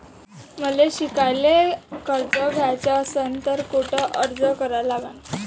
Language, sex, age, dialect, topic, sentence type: Marathi, female, 18-24, Varhadi, banking, question